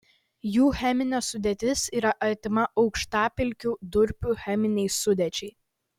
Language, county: Lithuanian, Vilnius